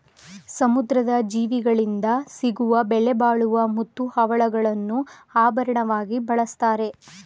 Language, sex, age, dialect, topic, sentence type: Kannada, female, 25-30, Mysore Kannada, agriculture, statement